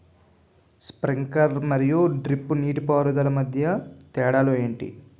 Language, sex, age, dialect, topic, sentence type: Telugu, male, 18-24, Utterandhra, agriculture, question